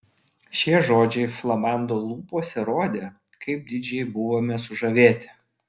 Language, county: Lithuanian, Vilnius